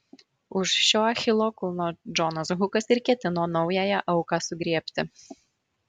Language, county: Lithuanian, Marijampolė